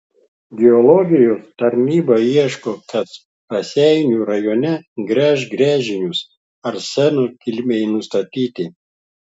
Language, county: Lithuanian, Klaipėda